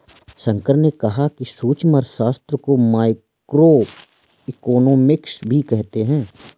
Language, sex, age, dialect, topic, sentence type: Hindi, male, 25-30, Awadhi Bundeli, banking, statement